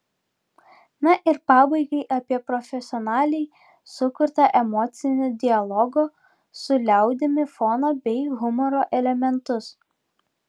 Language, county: Lithuanian, Klaipėda